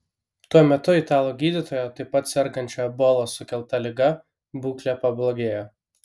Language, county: Lithuanian, Kaunas